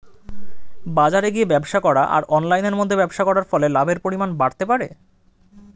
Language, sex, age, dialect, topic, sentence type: Bengali, male, 18-24, Standard Colloquial, agriculture, question